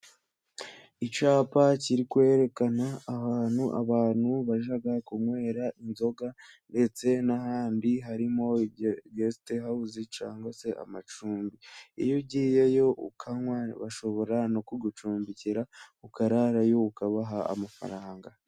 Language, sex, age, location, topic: Kinyarwanda, male, 18-24, Musanze, finance